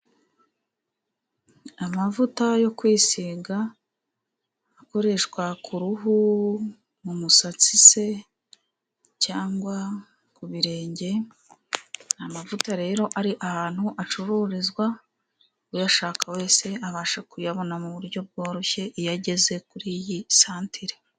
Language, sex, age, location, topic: Kinyarwanda, female, 36-49, Musanze, finance